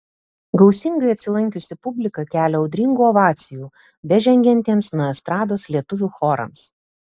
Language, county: Lithuanian, Telšiai